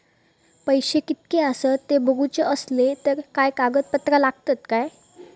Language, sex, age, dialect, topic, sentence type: Marathi, female, 18-24, Southern Konkan, banking, question